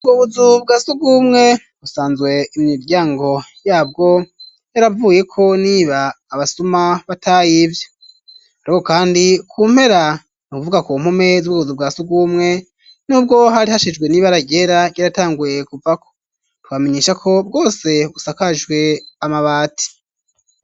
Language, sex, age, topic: Rundi, male, 25-35, education